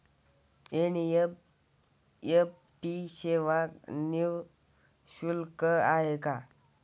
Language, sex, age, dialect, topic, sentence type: Marathi, male, <18, Standard Marathi, banking, question